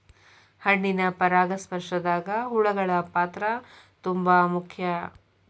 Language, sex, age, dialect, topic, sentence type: Kannada, female, 25-30, Dharwad Kannada, agriculture, statement